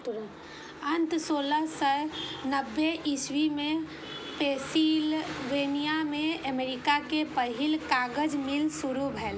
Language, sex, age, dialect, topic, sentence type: Maithili, female, 31-35, Eastern / Thethi, agriculture, statement